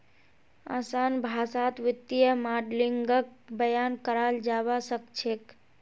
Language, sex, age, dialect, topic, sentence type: Magahi, male, 18-24, Northeastern/Surjapuri, banking, statement